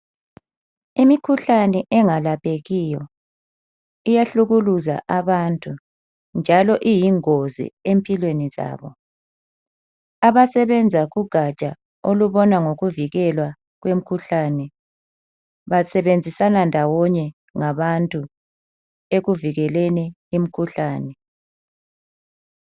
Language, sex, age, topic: North Ndebele, male, 50+, health